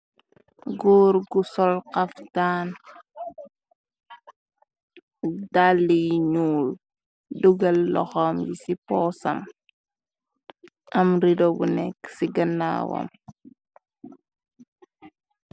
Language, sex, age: Wolof, female, 18-24